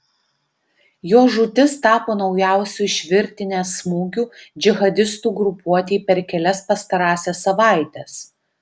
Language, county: Lithuanian, Vilnius